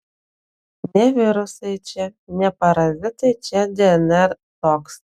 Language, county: Lithuanian, Telšiai